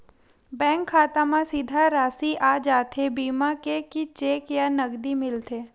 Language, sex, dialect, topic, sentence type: Chhattisgarhi, female, Western/Budati/Khatahi, banking, question